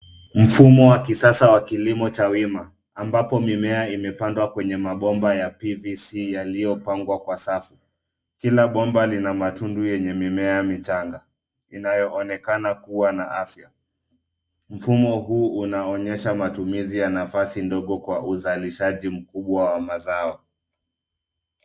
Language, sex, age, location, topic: Swahili, male, 25-35, Nairobi, agriculture